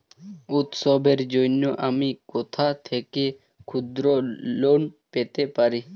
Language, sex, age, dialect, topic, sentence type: Bengali, male, 18-24, Standard Colloquial, banking, statement